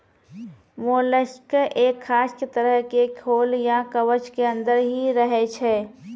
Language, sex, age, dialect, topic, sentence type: Maithili, female, 25-30, Angika, agriculture, statement